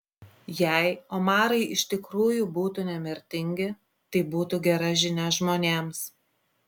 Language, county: Lithuanian, Klaipėda